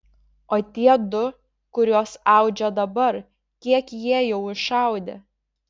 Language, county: Lithuanian, Šiauliai